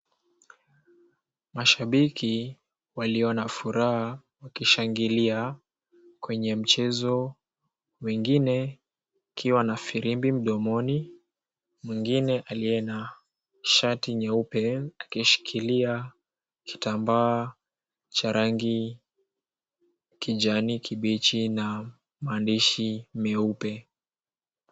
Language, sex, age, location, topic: Swahili, male, 18-24, Mombasa, government